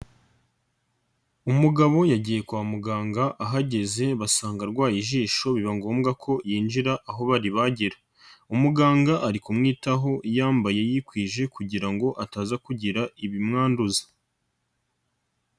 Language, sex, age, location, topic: Kinyarwanda, male, 25-35, Nyagatare, health